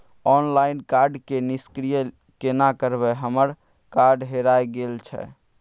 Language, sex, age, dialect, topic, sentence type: Maithili, male, 36-40, Bajjika, banking, question